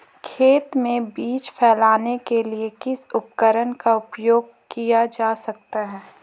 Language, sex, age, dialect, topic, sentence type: Hindi, female, 18-24, Marwari Dhudhari, agriculture, question